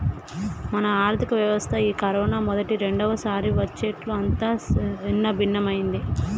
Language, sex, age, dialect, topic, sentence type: Telugu, female, 31-35, Telangana, banking, statement